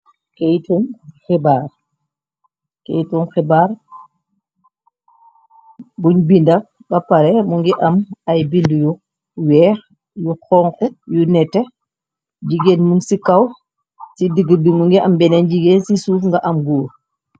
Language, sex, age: Wolof, male, 18-24